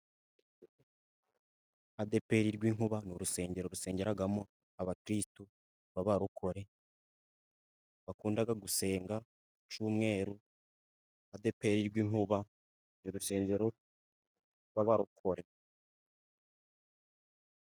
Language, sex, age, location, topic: Kinyarwanda, male, 50+, Musanze, government